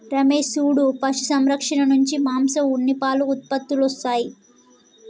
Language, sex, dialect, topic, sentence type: Telugu, female, Telangana, agriculture, statement